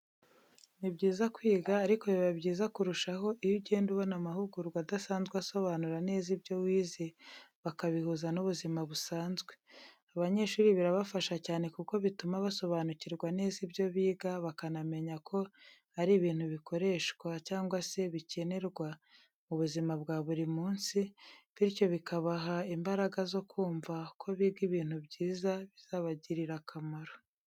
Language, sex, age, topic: Kinyarwanda, female, 36-49, education